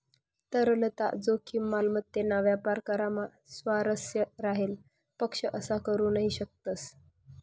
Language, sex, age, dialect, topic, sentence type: Marathi, male, 18-24, Northern Konkan, banking, statement